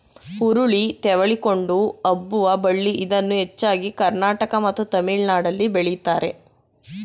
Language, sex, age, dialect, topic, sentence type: Kannada, female, 18-24, Mysore Kannada, agriculture, statement